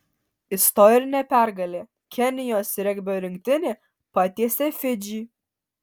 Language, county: Lithuanian, Alytus